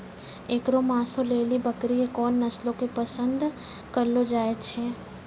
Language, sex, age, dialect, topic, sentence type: Maithili, female, 51-55, Angika, agriculture, statement